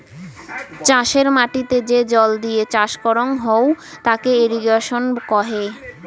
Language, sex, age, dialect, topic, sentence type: Bengali, female, 18-24, Rajbangshi, agriculture, statement